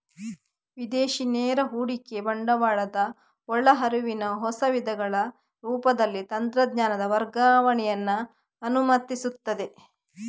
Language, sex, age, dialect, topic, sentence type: Kannada, female, 25-30, Coastal/Dakshin, banking, statement